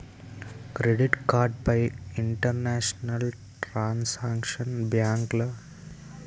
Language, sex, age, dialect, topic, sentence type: Telugu, male, 18-24, Utterandhra, banking, question